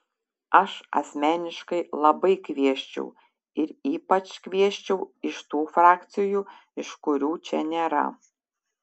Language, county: Lithuanian, Šiauliai